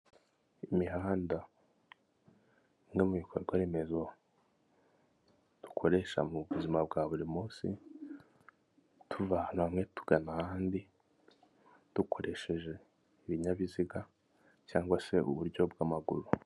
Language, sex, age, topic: Kinyarwanda, male, 25-35, government